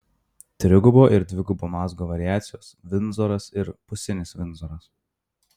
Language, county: Lithuanian, Marijampolė